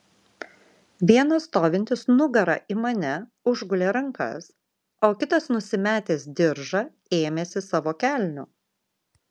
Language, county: Lithuanian, Vilnius